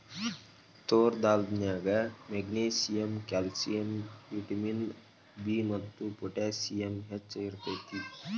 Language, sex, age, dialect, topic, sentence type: Kannada, male, 18-24, Dharwad Kannada, agriculture, statement